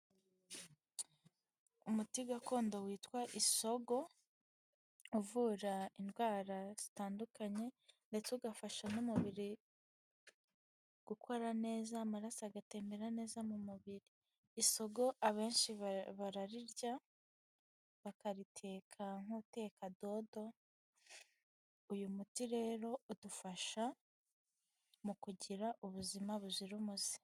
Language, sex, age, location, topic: Kinyarwanda, female, 18-24, Huye, health